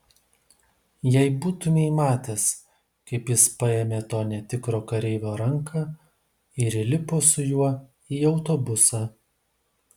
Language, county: Lithuanian, Vilnius